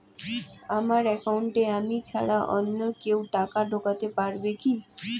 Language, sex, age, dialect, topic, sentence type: Bengali, female, 18-24, Rajbangshi, banking, question